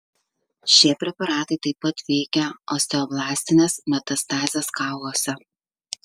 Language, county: Lithuanian, Kaunas